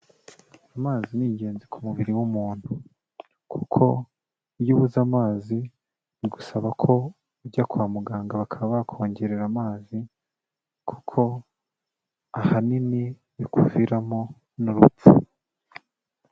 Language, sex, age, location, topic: Kinyarwanda, male, 25-35, Kigali, health